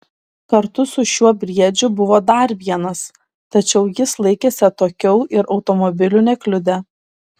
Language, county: Lithuanian, Šiauliai